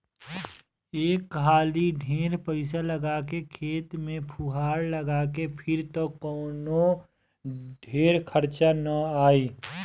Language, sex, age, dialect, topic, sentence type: Bhojpuri, male, 25-30, Southern / Standard, agriculture, statement